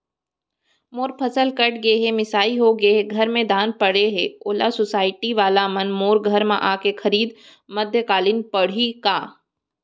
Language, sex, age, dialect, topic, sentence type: Chhattisgarhi, female, 60-100, Central, agriculture, question